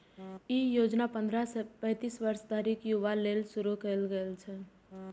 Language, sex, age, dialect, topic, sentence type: Maithili, female, 18-24, Eastern / Thethi, banking, statement